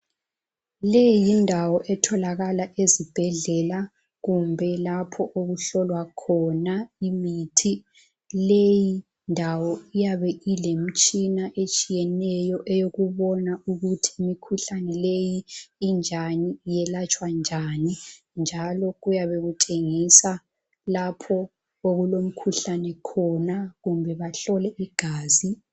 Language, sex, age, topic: North Ndebele, female, 18-24, health